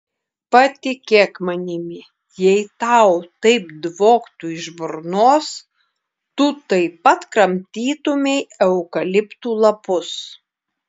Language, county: Lithuanian, Klaipėda